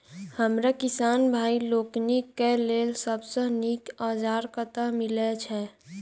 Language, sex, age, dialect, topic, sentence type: Maithili, female, 18-24, Southern/Standard, agriculture, question